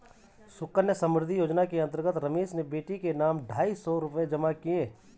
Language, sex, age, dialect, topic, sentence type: Hindi, male, 36-40, Garhwali, banking, statement